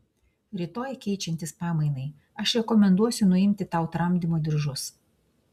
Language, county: Lithuanian, Klaipėda